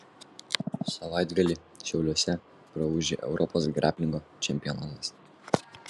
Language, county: Lithuanian, Kaunas